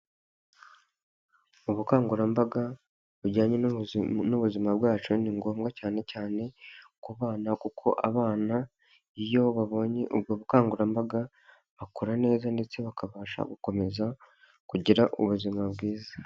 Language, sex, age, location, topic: Kinyarwanda, male, 25-35, Huye, health